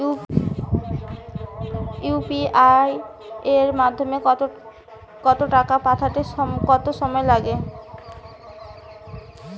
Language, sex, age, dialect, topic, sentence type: Bengali, female, 18-24, Western, banking, question